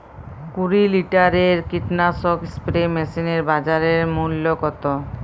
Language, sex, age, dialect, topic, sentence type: Bengali, female, 31-35, Jharkhandi, agriculture, question